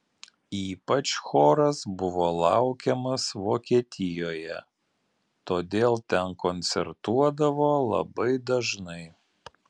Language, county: Lithuanian, Alytus